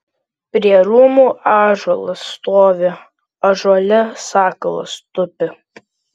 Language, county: Lithuanian, Kaunas